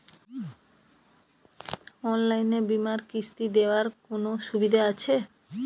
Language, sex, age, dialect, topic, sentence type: Bengali, female, 31-35, Northern/Varendri, banking, question